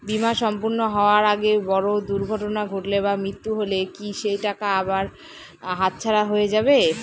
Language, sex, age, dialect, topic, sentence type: Bengali, female, 18-24, Northern/Varendri, banking, question